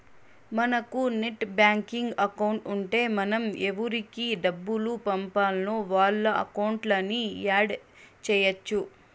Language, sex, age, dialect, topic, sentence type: Telugu, female, 18-24, Southern, banking, statement